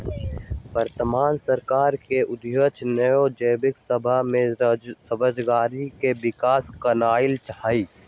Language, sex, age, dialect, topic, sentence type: Magahi, male, 18-24, Western, banking, statement